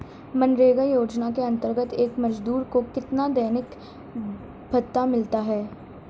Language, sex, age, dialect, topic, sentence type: Hindi, female, 36-40, Marwari Dhudhari, banking, statement